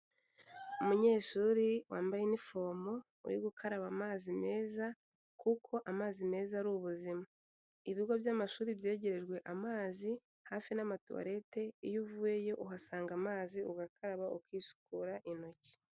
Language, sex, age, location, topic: Kinyarwanda, female, 18-24, Kigali, health